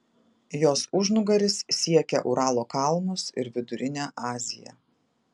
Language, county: Lithuanian, Vilnius